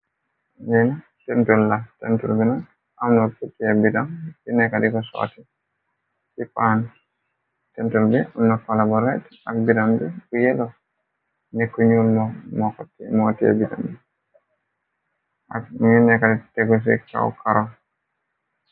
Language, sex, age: Wolof, male, 25-35